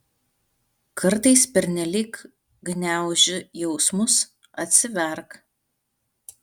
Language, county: Lithuanian, Alytus